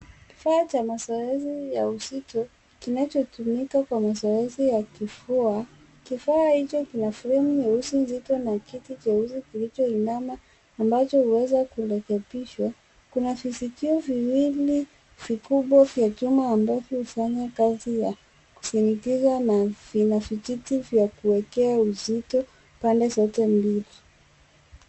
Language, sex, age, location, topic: Swahili, female, 36-49, Nairobi, health